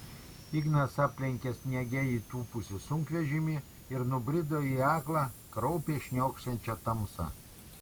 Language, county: Lithuanian, Kaunas